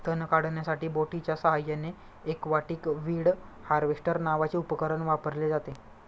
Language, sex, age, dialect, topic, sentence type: Marathi, male, 25-30, Standard Marathi, agriculture, statement